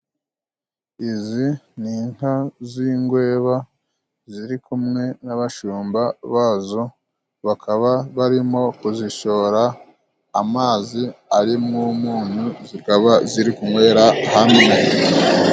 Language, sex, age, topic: Kinyarwanda, male, 25-35, government